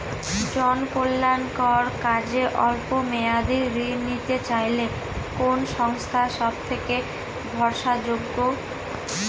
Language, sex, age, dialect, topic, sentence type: Bengali, female, 18-24, Northern/Varendri, banking, question